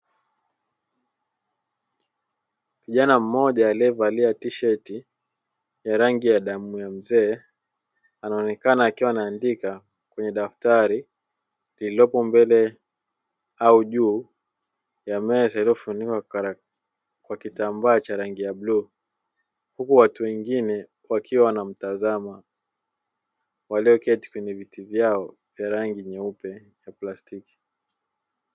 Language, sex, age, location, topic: Swahili, male, 18-24, Dar es Salaam, education